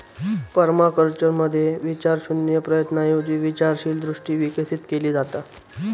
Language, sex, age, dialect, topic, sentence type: Marathi, male, 18-24, Southern Konkan, agriculture, statement